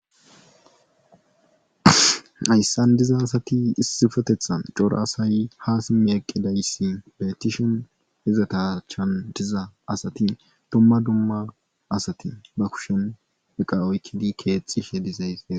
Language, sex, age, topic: Gamo, male, 18-24, government